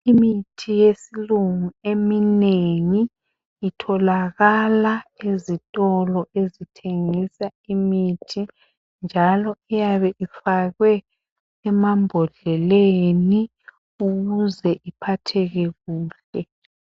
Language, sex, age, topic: North Ndebele, male, 50+, health